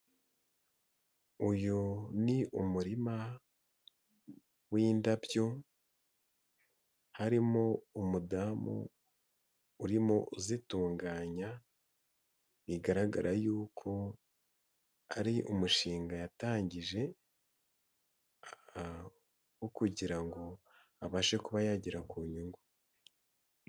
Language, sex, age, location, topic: Kinyarwanda, male, 18-24, Nyagatare, agriculture